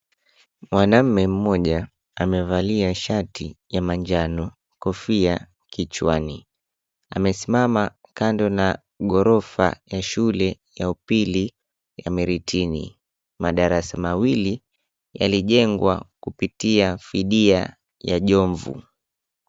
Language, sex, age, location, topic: Swahili, male, 25-35, Mombasa, education